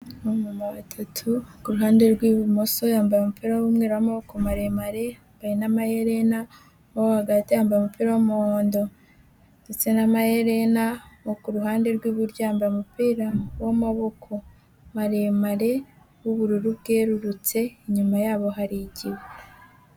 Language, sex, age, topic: Kinyarwanda, female, 18-24, health